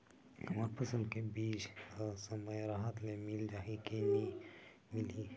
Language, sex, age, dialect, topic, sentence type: Chhattisgarhi, male, 18-24, Western/Budati/Khatahi, agriculture, question